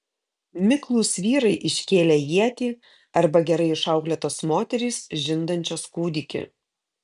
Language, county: Lithuanian, Kaunas